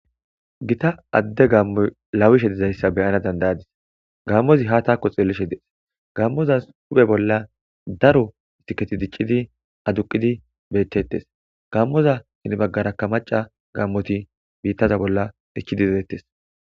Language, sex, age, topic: Gamo, male, 18-24, agriculture